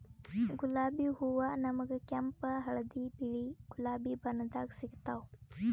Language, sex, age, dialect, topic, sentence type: Kannada, female, 18-24, Northeastern, agriculture, statement